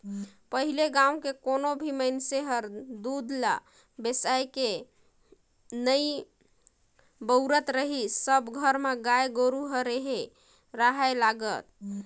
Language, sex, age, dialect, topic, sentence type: Chhattisgarhi, female, 25-30, Northern/Bhandar, agriculture, statement